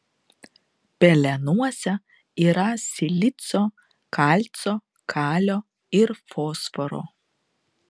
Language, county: Lithuanian, Šiauliai